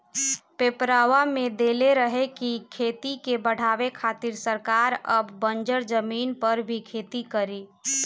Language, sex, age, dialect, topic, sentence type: Bhojpuri, female, 18-24, Southern / Standard, agriculture, statement